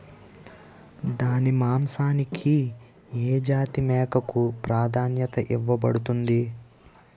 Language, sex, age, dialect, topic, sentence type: Telugu, male, 18-24, Utterandhra, agriculture, statement